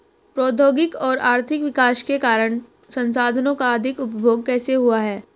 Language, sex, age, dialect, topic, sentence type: Hindi, female, 18-24, Hindustani Malvi Khadi Boli, agriculture, question